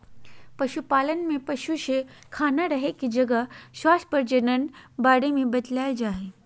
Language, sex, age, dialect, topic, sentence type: Magahi, female, 31-35, Southern, agriculture, statement